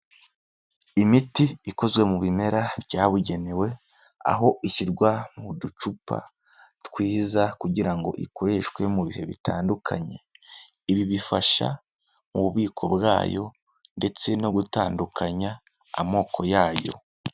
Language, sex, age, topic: Kinyarwanda, male, 18-24, health